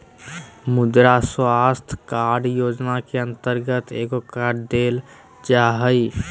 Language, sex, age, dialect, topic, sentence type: Magahi, male, 18-24, Southern, agriculture, statement